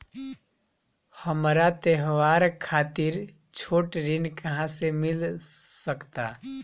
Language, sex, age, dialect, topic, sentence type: Bhojpuri, male, 25-30, Northern, banking, statement